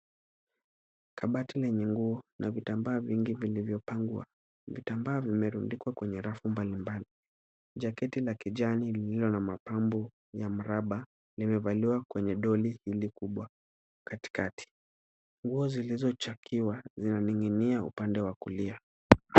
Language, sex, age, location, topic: Swahili, male, 25-35, Kisumu, finance